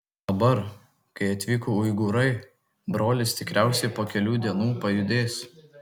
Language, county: Lithuanian, Kaunas